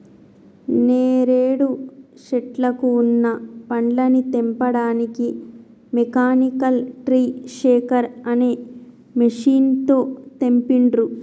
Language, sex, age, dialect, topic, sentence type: Telugu, male, 41-45, Telangana, agriculture, statement